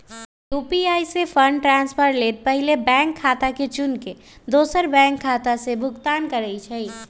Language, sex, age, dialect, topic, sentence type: Magahi, male, 18-24, Western, banking, statement